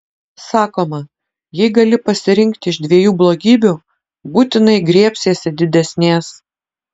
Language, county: Lithuanian, Utena